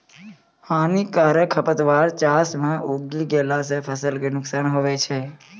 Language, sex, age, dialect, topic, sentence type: Maithili, male, 25-30, Angika, agriculture, statement